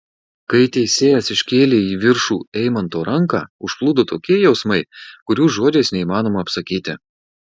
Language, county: Lithuanian, Marijampolė